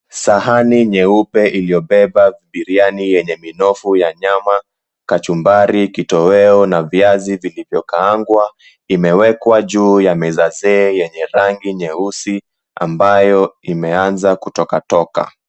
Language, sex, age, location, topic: Swahili, male, 18-24, Mombasa, agriculture